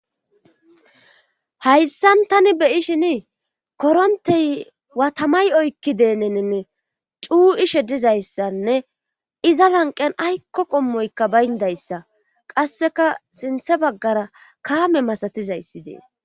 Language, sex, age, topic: Gamo, female, 25-35, government